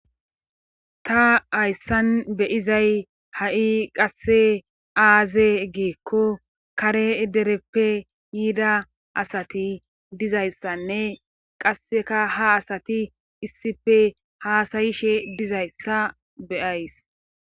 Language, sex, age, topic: Gamo, female, 25-35, government